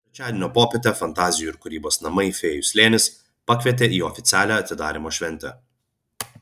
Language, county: Lithuanian, Vilnius